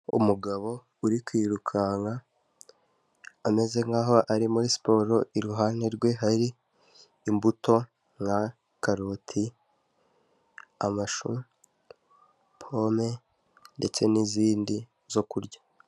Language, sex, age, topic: Kinyarwanda, male, 18-24, health